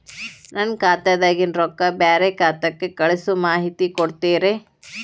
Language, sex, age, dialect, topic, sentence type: Kannada, female, 36-40, Dharwad Kannada, banking, question